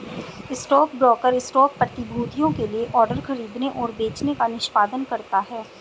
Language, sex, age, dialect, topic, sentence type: Hindi, female, 25-30, Hindustani Malvi Khadi Boli, banking, statement